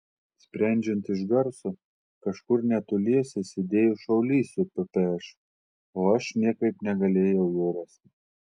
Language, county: Lithuanian, Telšiai